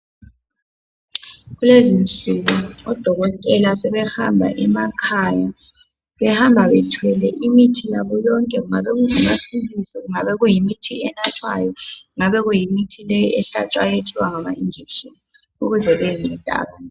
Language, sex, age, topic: North Ndebele, female, 18-24, health